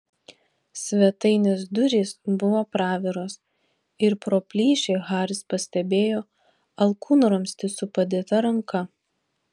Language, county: Lithuanian, Panevėžys